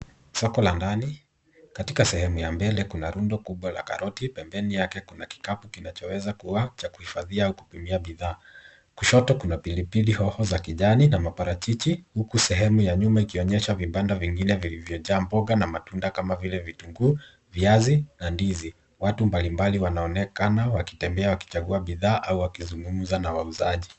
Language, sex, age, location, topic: Swahili, male, 18-24, Nairobi, finance